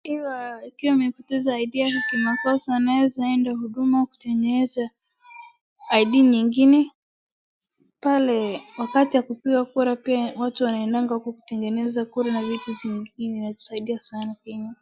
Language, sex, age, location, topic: Swahili, female, 36-49, Wajir, government